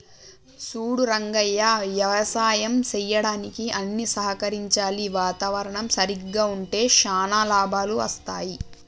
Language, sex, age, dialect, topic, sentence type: Telugu, female, 18-24, Telangana, agriculture, statement